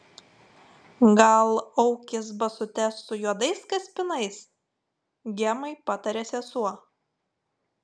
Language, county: Lithuanian, Telšiai